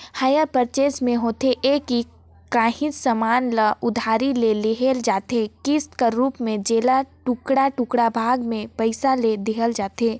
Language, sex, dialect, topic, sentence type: Chhattisgarhi, female, Northern/Bhandar, banking, statement